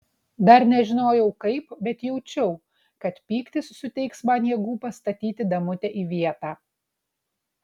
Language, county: Lithuanian, Utena